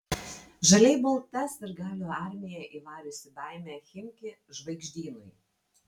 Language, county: Lithuanian, Vilnius